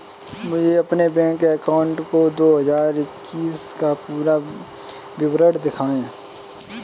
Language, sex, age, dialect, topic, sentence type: Hindi, male, 18-24, Kanauji Braj Bhasha, banking, question